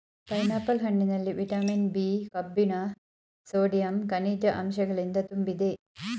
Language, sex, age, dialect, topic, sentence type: Kannada, female, 36-40, Mysore Kannada, agriculture, statement